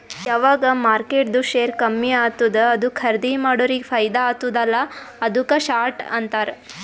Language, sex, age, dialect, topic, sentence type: Kannada, female, 18-24, Northeastern, banking, statement